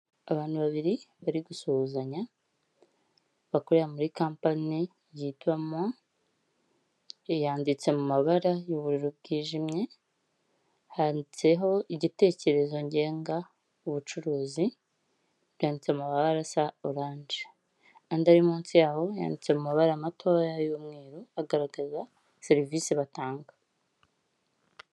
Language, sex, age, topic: Kinyarwanda, female, 18-24, finance